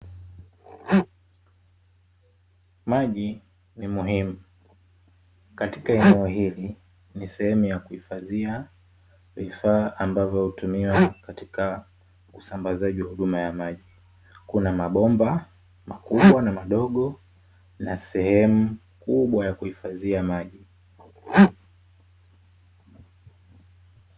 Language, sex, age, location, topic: Swahili, male, 25-35, Dar es Salaam, government